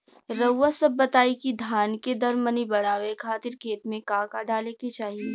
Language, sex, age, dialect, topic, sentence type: Bhojpuri, female, 41-45, Western, agriculture, question